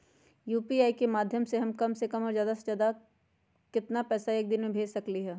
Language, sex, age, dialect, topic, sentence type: Magahi, female, 56-60, Western, banking, question